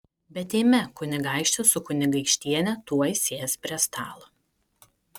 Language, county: Lithuanian, Kaunas